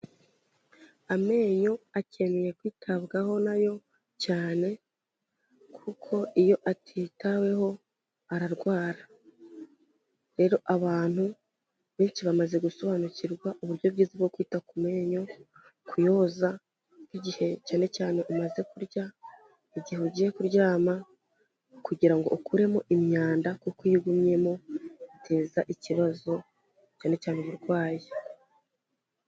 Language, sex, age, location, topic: Kinyarwanda, female, 25-35, Kigali, health